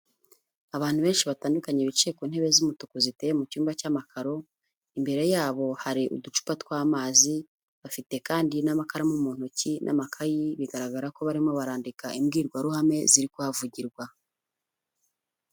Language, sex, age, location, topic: Kinyarwanda, female, 25-35, Huye, government